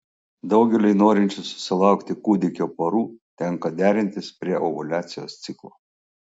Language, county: Lithuanian, Klaipėda